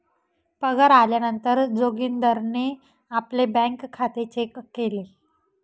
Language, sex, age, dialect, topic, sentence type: Marathi, female, 18-24, Northern Konkan, banking, statement